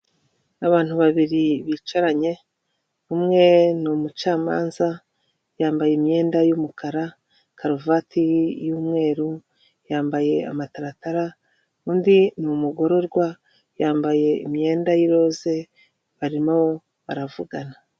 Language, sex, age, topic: Kinyarwanda, female, 36-49, government